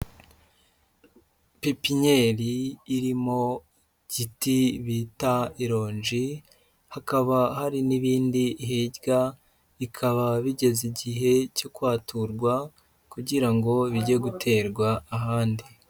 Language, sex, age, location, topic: Kinyarwanda, male, 25-35, Huye, agriculture